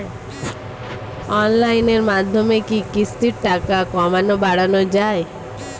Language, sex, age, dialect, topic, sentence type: Bengali, female, 25-30, Standard Colloquial, banking, question